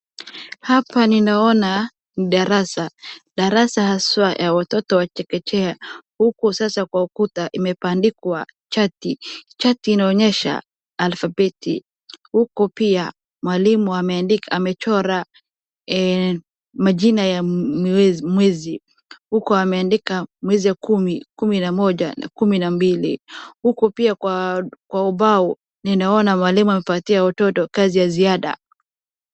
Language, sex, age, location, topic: Swahili, female, 18-24, Wajir, education